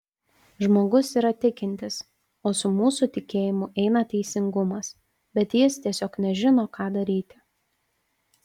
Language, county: Lithuanian, Panevėžys